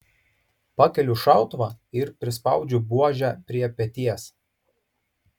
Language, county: Lithuanian, Marijampolė